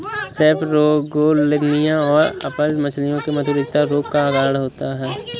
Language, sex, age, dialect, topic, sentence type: Hindi, male, 18-24, Awadhi Bundeli, agriculture, statement